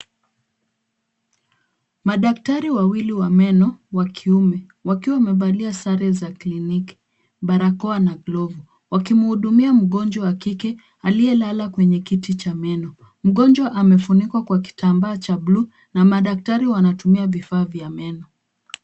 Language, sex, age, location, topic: Swahili, female, 25-35, Kisumu, health